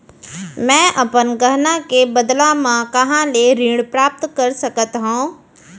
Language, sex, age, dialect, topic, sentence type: Chhattisgarhi, female, 41-45, Central, banking, statement